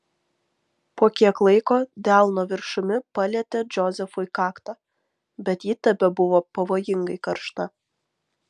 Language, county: Lithuanian, Vilnius